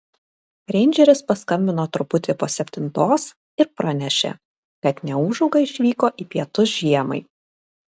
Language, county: Lithuanian, Kaunas